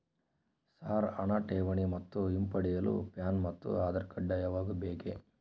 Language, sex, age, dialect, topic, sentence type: Kannada, male, 18-24, Central, banking, question